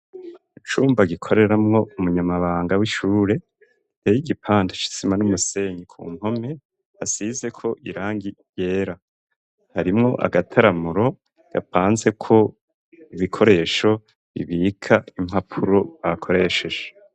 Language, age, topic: Rundi, 50+, education